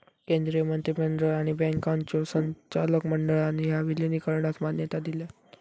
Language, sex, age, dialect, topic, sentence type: Marathi, male, 18-24, Southern Konkan, banking, statement